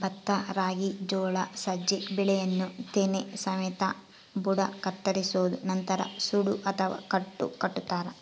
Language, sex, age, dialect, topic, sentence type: Kannada, female, 18-24, Central, agriculture, statement